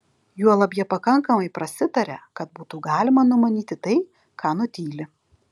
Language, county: Lithuanian, Alytus